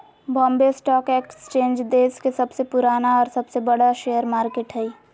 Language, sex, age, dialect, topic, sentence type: Magahi, female, 18-24, Southern, banking, statement